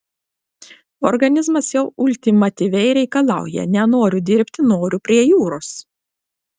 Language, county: Lithuanian, Klaipėda